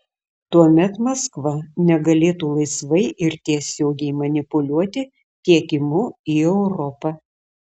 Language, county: Lithuanian, Šiauliai